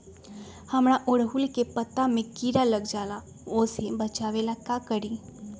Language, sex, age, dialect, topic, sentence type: Magahi, female, 25-30, Western, agriculture, question